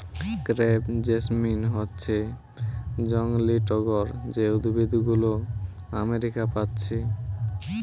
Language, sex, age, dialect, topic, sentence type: Bengali, male, 18-24, Western, agriculture, statement